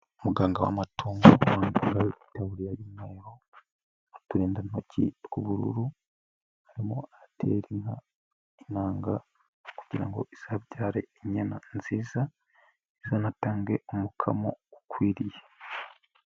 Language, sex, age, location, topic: Kinyarwanda, male, 25-35, Nyagatare, agriculture